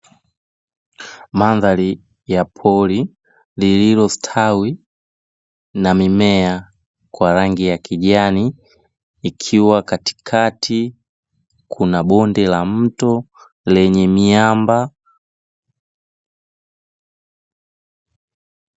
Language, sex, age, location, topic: Swahili, male, 25-35, Dar es Salaam, agriculture